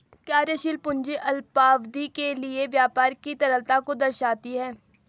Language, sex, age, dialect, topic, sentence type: Hindi, female, 18-24, Garhwali, banking, statement